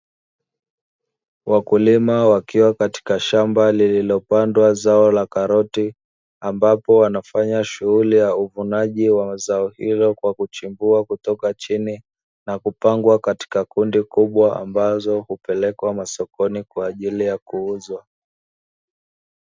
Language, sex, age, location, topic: Swahili, male, 25-35, Dar es Salaam, agriculture